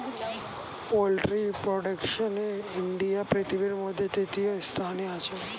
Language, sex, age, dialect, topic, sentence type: Bengali, male, 18-24, Standard Colloquial, agriculture, statement